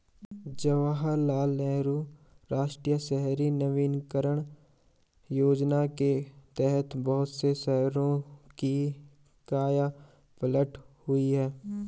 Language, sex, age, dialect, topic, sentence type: Hindi, male, 18-24, Garhwali, banking, statement